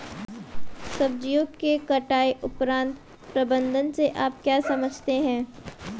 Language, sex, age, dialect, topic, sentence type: Hindi, female, 41-45, Hindustani Malvi Khadi Boli, agriculture, question